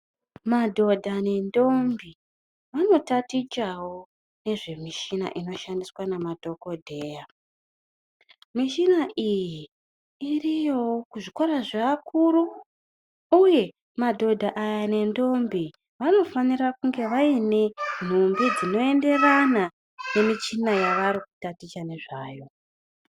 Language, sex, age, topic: Ndau, female, 25-35, education